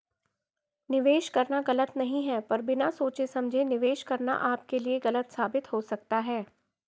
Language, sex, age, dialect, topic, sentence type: Hindi, female, 51-55, Garhwali, banking, statement